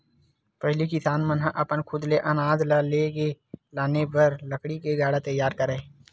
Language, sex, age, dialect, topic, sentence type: Chhattisgarhi, male, 18-24, Western/Budati/Khatahi, agriculture, statement